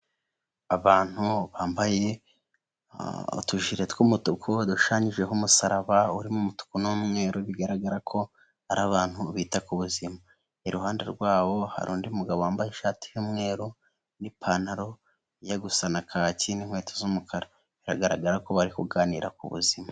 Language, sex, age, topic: Kinyarwanda, male, 18-24, health